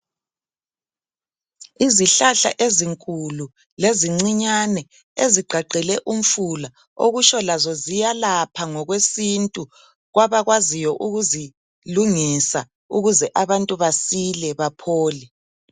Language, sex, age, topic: North Ndebele, male, 50+, health